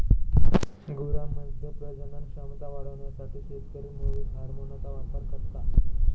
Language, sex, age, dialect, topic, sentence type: Marathi, male, 18-24, Northern Konkan, agriculture, statement